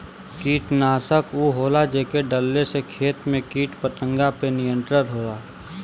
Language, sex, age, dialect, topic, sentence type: Bhojpuri, male, 18-24, Western, agriculture, statement